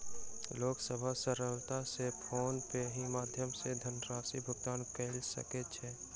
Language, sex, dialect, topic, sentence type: Maithili, male, Southern/Standard, banking, statement